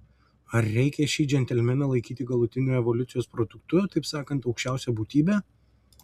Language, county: Lithuanian, Vilnius